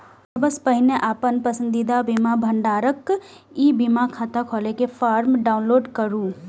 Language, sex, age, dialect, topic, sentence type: Maithili, female, 25-30, Eastern / Thethi, banking, statement